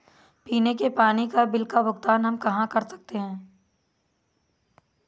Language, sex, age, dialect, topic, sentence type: Hindi, female, 25-30, Awadhi Bundeli, banking, question